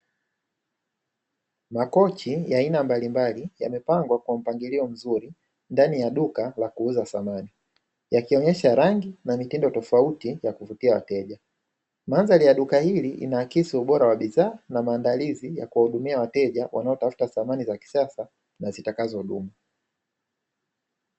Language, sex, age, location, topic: Swahili, male, 25-35, Dar es Salaam, finance